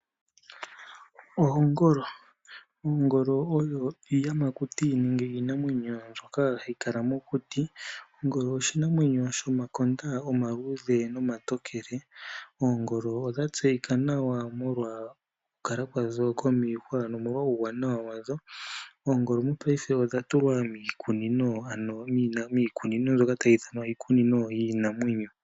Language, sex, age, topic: Oshiwambo, male, 18-24, agriculture